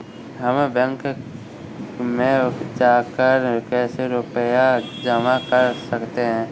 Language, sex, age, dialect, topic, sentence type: Hindi, male, 46-50, Kanauji Braj Bhasha, banking, question